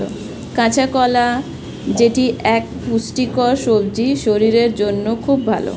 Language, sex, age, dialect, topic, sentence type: Bengali, female, 25-30, Standard Colloquial, agriculture, statement